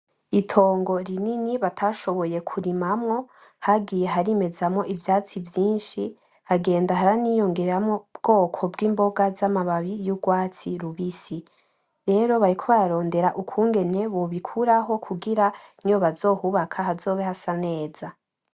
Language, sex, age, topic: Rundi, female, 18-24, agriculture